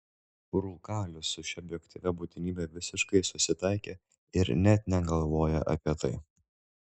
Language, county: Lithuanian, Šiauliai